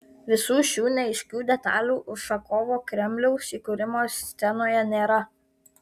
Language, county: Lithuanian, Kaunas